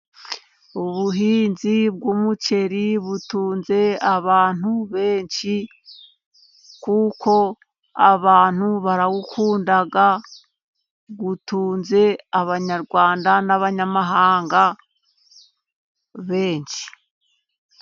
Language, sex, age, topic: Kinyarwanda, female, 50+, agriculture